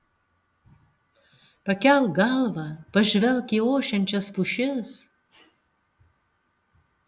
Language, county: Lithuanian, Alytus